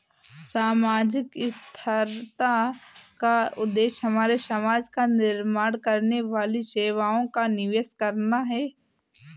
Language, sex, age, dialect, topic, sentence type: Hindi, female, 18-24, Awadhi Bundeli, agriculture, statement